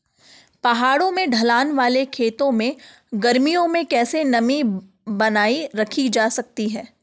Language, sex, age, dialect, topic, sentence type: Hindi, female, 25-30, Garhwali, agriculture, question